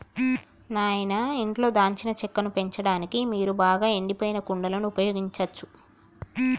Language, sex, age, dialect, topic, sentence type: Telugu, female, 51-55, Telangana, agriculture, statement